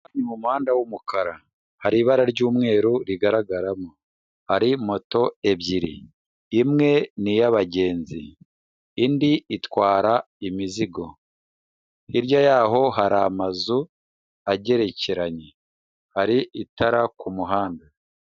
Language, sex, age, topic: Kinyarwanda, male, 36-49, government